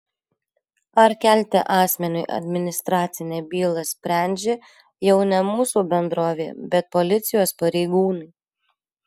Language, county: Lithuanian, Alytus